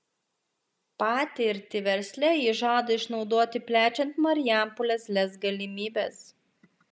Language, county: Lithuanian, Klaipėda